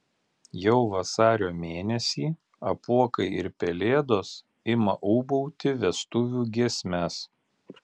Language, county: Lithuanian, Alytus